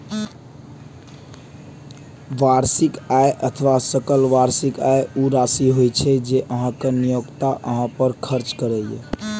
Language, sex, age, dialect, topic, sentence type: Maithili, male, 18-24, Eastern / Thethi, banking, statement